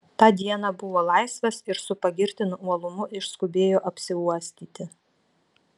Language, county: Lithuanian, Vilnius